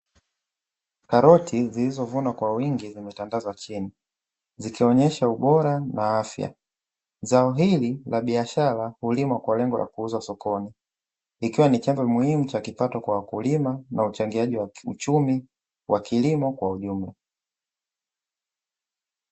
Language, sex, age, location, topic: Swahili, male, 25-35, Dar es Salaam, agriculture